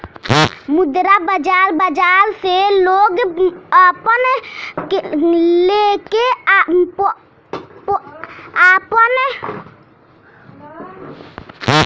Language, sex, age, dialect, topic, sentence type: Bhojpuri, female, 25-30, Northern, banking, statement